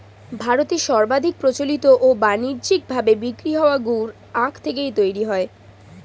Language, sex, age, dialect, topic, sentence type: Bengali, female, 18-24, Standard Colloquial, agriculture, statement